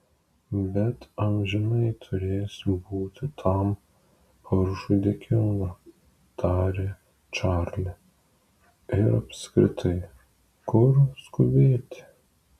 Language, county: Lithuanian, Vilnius